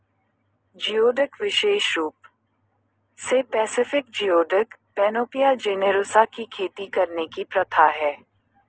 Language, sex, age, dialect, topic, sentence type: Hindi, female, 25-30, Marwari Dhudhari, agriculture, statement